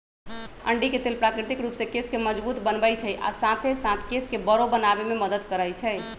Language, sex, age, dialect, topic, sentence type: Magahi, male, 25-30, Western, agriculture, statement